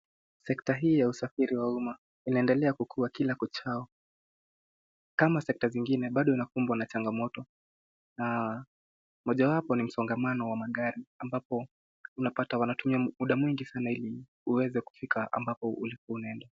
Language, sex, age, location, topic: Swahili, male, 18-24, Nairobi, government